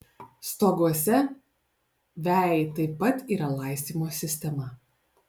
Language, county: Lithuanian, Alytus